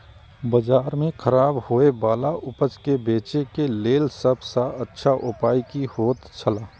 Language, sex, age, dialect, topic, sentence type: Maithili, male, 36-40, Eastern / Thethi, agriculture, statement